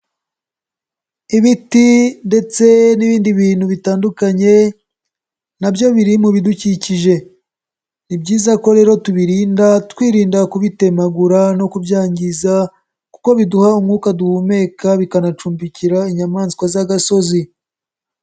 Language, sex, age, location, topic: Kinyarwanda, male, 18-24, Nyagatare, agriculture